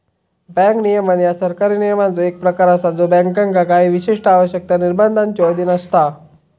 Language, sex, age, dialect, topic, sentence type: Marathi, male, 18-24, Southern Konkan, banking, statement